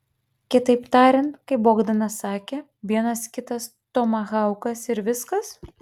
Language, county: Lithuanian, Kaunas